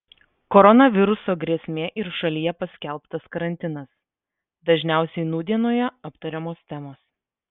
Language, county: Lithuanian, Vilnius